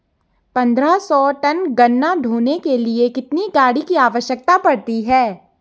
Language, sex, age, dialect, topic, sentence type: Hindi, female, 18-24, Garhwali, agriculture, question